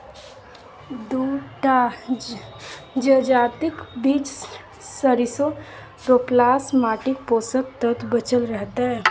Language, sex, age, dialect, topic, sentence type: Maithili, female, 31-35, Bajjika, agriculture, statement